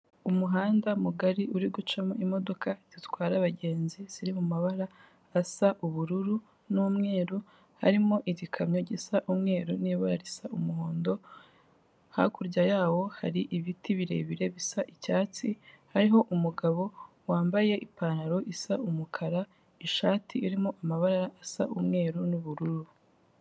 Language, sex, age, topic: Kinyarwanda, female, 18-24, government